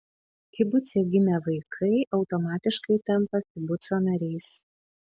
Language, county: Lithuanian, Panevėžys